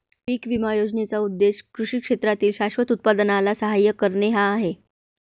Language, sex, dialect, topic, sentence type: Marathi, female, Varhadi, agriculture, statement